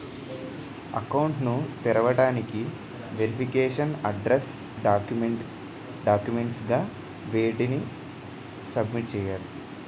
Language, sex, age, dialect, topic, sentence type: Telugu, male, 18-24, Utterandhra, banking, question